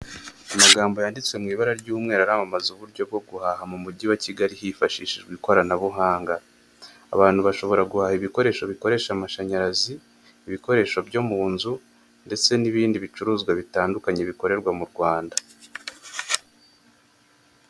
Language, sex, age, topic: Kinyarwanda, male, 18-24, finance